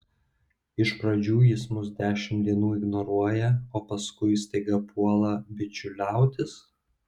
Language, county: Lithuanian, Vilnius